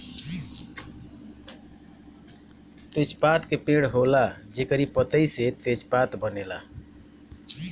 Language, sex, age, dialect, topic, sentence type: Bhojpuri, male, 60-100, Northern, agriculture, statement